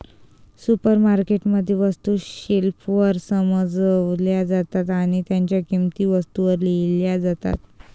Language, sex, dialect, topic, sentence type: Marathi, female, Varhadi, agriculture, statement